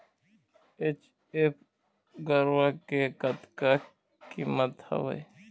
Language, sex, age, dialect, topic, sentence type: Chhattisgarhi, male, 25-30, Eastern, agriculture, question